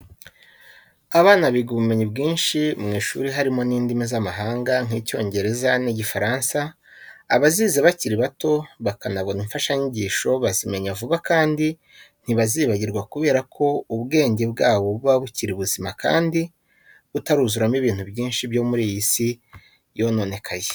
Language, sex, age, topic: Kinyarwanda, male, 25-35, education